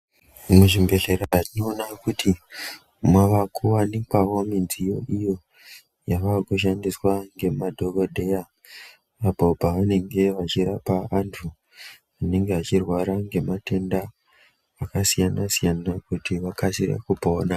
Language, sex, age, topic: Ndau, male, 25-35, health